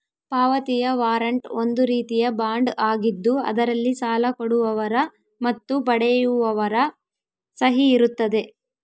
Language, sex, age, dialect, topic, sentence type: Kannada, female, 18-24, Central, banking, statement